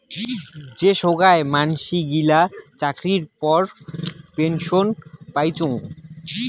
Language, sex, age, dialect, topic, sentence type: Bengali, male, 18-24, Rajbangshi, banking, statement